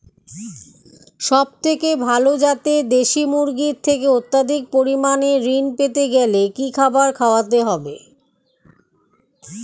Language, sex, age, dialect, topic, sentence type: Bengali, female, 51-55, Standard Colloquial, agriculture, question